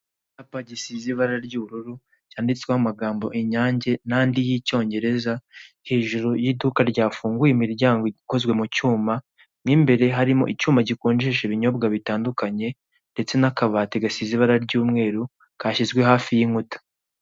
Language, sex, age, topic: Kinyarwanda, male, 18-24, finance